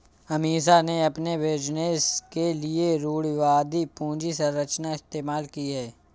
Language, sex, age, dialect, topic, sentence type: Hindi, male, 25-30, Awadhi Bundeli, banking, statement